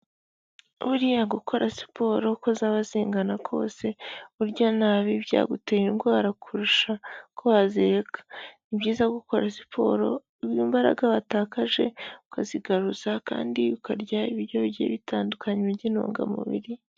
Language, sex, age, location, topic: Kinyarwanda, female, 25-35, Huye, health